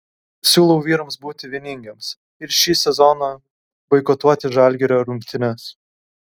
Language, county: Lithuanian, Kaunas